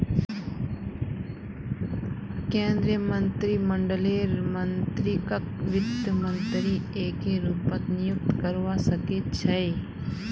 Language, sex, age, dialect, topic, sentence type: Magahi, female, 25-30, Northeastern/Surjapuri, banking, statement